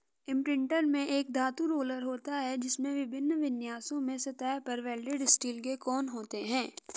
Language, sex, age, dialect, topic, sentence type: Hindi, female, 46-50, Hindustani Malvi Khadi Boli, agriculture, statement